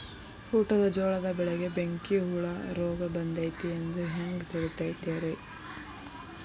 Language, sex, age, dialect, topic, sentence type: Kannada, female, 31-35, Dharwad Kannada, agriculture, question